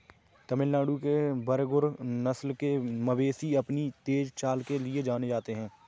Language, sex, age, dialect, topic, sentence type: Hindi, male, 25-30, Kanauji Braj Bhasha, agriculture, statement